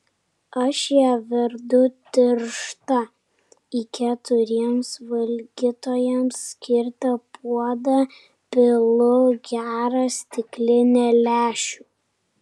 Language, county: Lithuanian, Kaunas